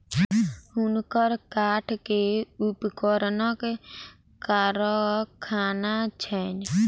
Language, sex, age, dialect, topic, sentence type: Maithili, female, 18-24, Southern/Standard, agriculture, statement